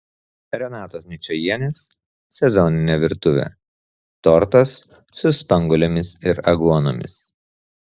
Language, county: Lithuanian, Klaipėda